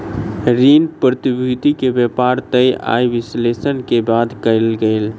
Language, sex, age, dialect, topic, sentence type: Maithili, male, 25-30, Southern/Standard, banking, statement